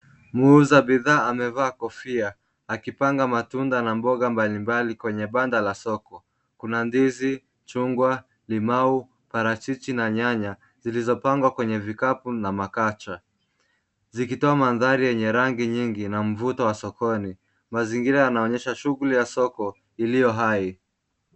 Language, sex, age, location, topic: Swahili, male, 18-24, Kisumu, finance